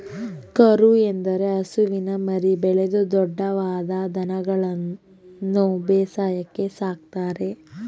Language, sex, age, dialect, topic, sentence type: Kannada, female, 25-30, Mysore Kannada, agriculture, statement